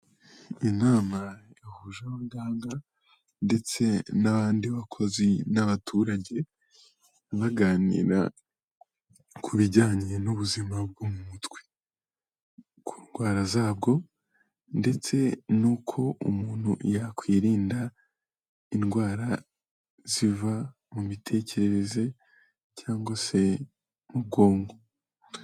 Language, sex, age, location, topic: Kinyarwanda, male, 18-24, Kigali, health